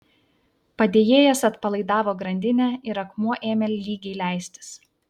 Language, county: Lithuanian, Vilnius